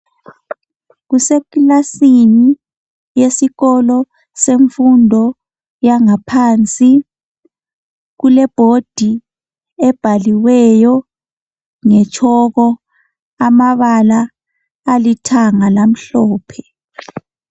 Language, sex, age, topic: North Ndebele, male, 25-35, education